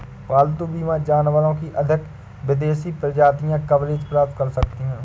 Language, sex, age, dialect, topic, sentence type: Hindi, male, 56-60, Awadhi Bundeli, banking, statement